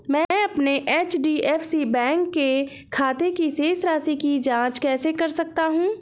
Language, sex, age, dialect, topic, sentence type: Hindi, female, 25-30, Awadhi Bundeli, banking, question